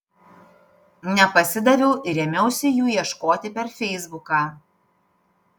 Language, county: Lithuanian, Panevėžys